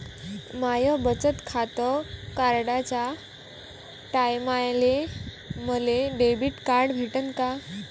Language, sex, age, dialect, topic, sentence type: Marathi, female, 18-24, Varhadi, banking, question